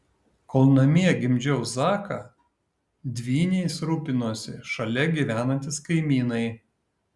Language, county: Lithuanian, Kaunas